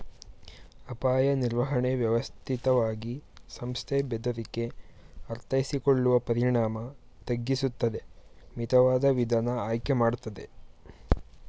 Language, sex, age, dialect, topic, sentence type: Kannada, male, 18-24, Mysore Kannada, agriculture, statement